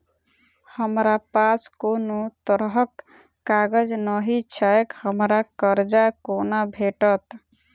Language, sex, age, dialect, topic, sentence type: Maithili, female, 18-24, Southern/Standard, banking, question